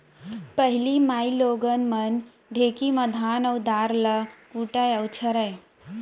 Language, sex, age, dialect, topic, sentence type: Chhattisgarhi, female, 25-30, Central, agriculture, statement